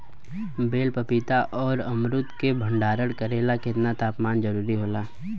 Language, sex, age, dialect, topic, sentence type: Bhojpuri, male, 18-24, Southern / Standard, agriculture, question